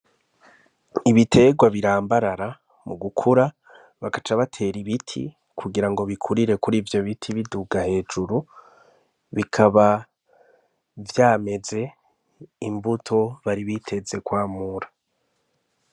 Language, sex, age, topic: Rundi, male, 25-35, agriculture